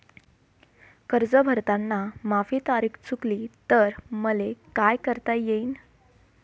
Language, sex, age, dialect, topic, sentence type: Marathi, female, 18-24, Varhadi, banking, question